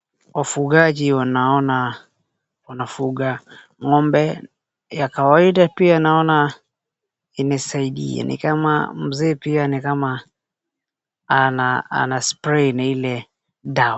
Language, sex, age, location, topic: Swahili, male, 18-24, Wajir, agriculture